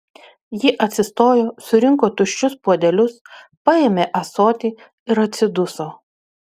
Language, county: Lithuanian, Utena